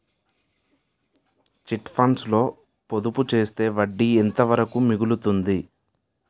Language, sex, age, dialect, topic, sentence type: Telugu, male, 18-24, Utterandhra, banking, question